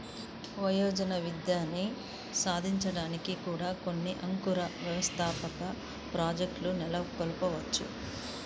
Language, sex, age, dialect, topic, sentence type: Telugu, female, 46-50, Central/Coastal, banking, statement